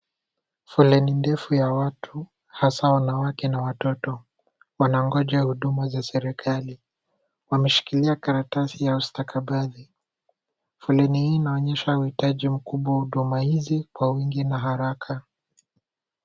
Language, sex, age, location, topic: Swahili, male, 18-24, Kisumu, government